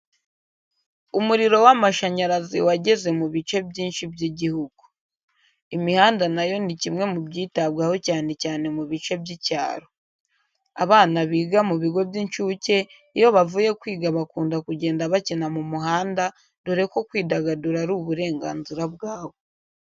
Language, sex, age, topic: Kinyarwanda, female, 18-24, education